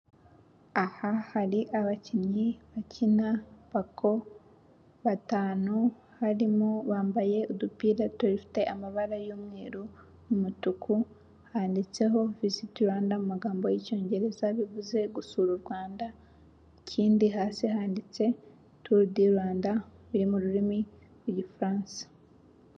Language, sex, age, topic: Kinyarwanda, female, 18-24, government